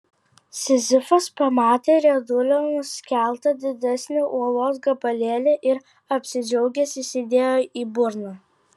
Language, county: Lithuanian, Vilnius